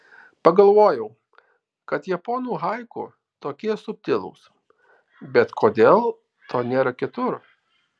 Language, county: Lithuanian, Alytus